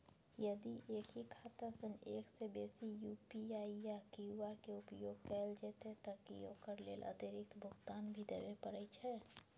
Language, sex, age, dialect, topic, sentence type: Maithili, female, 51-55, Bajjika, banking, question